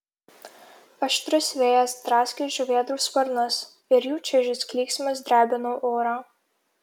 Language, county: Lithuanian, Marijampolė